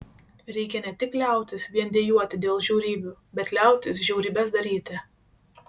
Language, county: Lithuanian, Šiauliai